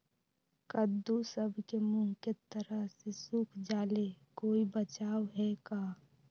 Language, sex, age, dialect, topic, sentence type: Magahi, female, 18-24, Western, agriculture, question